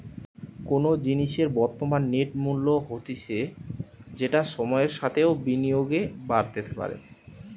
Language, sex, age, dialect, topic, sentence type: Bengali, male, 18-24, Western, banking, statement